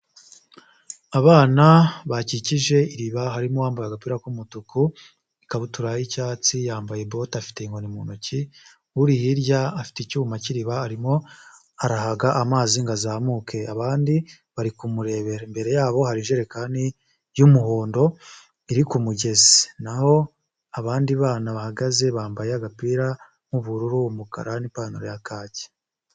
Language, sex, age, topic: Kinyarwanda, male, 18-24, health